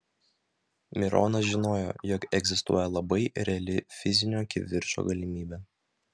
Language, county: Lithuanian, Vilnius